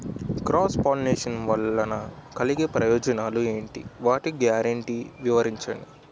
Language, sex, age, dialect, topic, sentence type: Telugu, male, 18-24, Utterandhra, agriculture, question